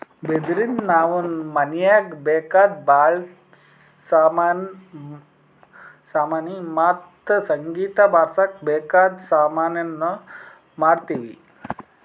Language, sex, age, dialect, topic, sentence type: Kannada, male, 31-35, Northeastern, agriculture, statement